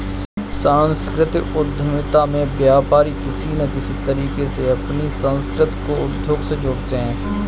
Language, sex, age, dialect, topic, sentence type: Hindi, male, 31-35, Kanauji Braj Bhasha, banking, statement